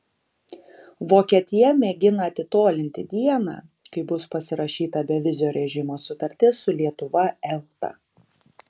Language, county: Lithuanian, Kaunas